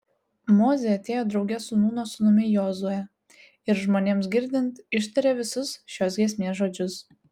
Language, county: Lithuanian, Telšiai